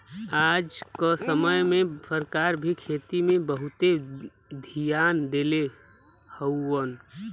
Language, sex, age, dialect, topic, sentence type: Bhojpuri, male, 25-30, Western, agriculture, statement